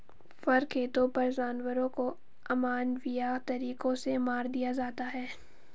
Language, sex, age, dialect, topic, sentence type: Hindi, female, 18-24, Marwari Dhudhari, agriculture, statement